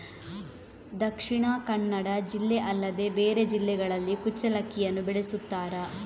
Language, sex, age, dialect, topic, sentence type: Kannada, female, 18-24, Coastal/Dakshin, agriculture, question